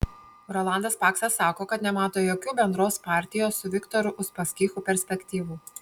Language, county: Lithuanian, Panevėžys